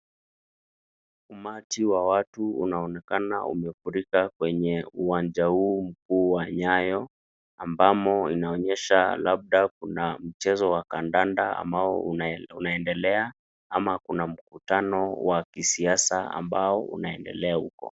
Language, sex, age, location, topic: Swahili, male, 25-35, Nakuru, government